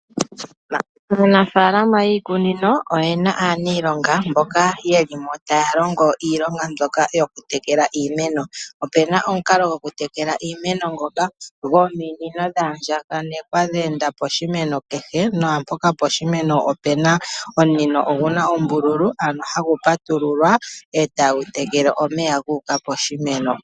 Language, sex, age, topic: Oshiwambo, male, 25-35, agriculture